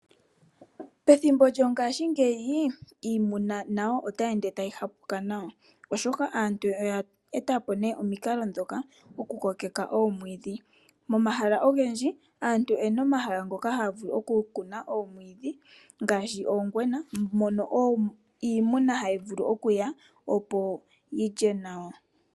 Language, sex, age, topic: Oshiwambo, female, 25-35, agriculture